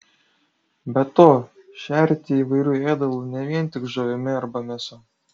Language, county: Lithuanian, Kaunas